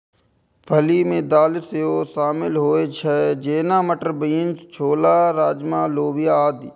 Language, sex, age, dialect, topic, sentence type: Maithili, male, 18-24, Eastern / Thethi, agriculture, statement